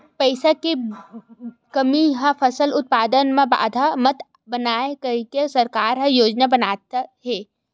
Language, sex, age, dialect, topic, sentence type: Chhattisgarhi, female, 18-24, Western/Budati/Khatahi, agriculture, question